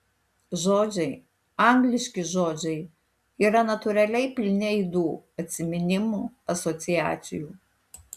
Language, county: Lithuanian, Alytus